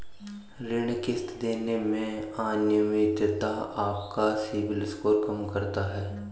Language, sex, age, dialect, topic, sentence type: Hindi, male, 25-30, Kanauji Braj Bhasha, banking, statement